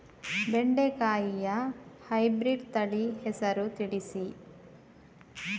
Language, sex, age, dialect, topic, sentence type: Kannada, female, 18-24, Coastal/Dakshin, agriculture, question